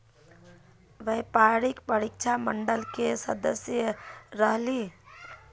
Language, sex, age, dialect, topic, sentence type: Magahi, female, 31-35, Northeastern/Surjapuri, agriculture, question